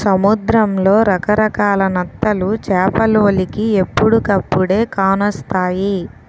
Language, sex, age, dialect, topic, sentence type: Telugu, female, 18-24, Utterandhra, agriculture, statement